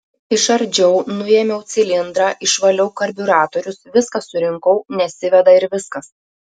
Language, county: Lithuanian, Telšiai